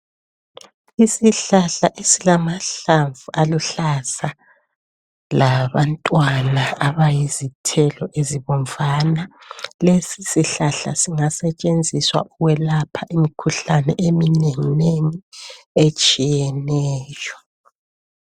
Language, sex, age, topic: North Ndebele, female, 50+, health